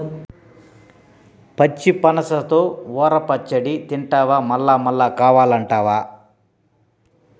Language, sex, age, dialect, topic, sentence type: Telugu, male, 46-50, Southern, agriculture, statement